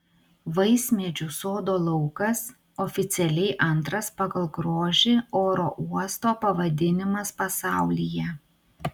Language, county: Lithuanian, Utena